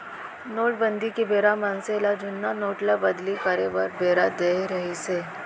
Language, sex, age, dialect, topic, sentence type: Chhattisgarhi, female, 18-24, Central, banking, statement